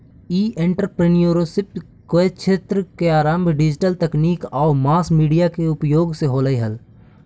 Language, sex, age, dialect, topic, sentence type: Magahi, male, 18-24, Central/Standard, banking, statement